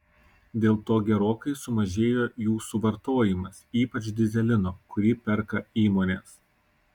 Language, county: Lithuanian, Kaunas